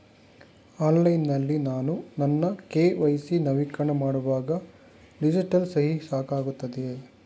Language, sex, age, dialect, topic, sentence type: Kannada, male, 51-55, Mysore Kannada, banking, question